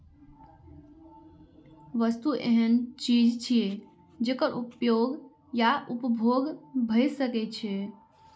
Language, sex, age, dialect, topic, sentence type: Maithili, female, 46-50, Eastern / Thethi, banking, statement